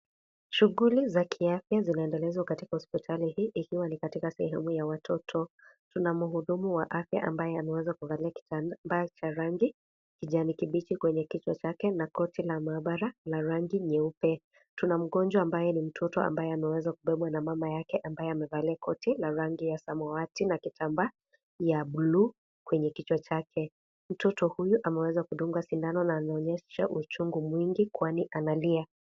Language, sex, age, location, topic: Swahili, female, 25-35, Kisii, health